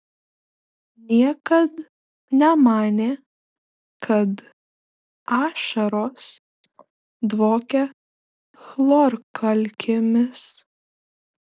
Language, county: Lithuanian, Šiauliai